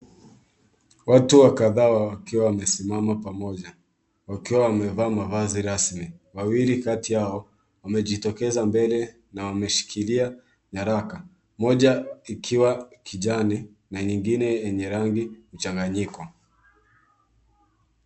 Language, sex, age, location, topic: Swahili, male, 18-24, Kisumu, government